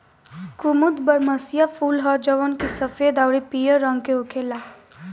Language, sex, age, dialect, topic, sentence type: Bhojpuri, female, <18, Southern / Standard, agriculture, statement